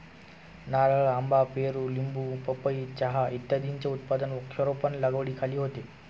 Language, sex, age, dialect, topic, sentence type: Marathi, male, 25-30, Standard Marathi, agriculture, statement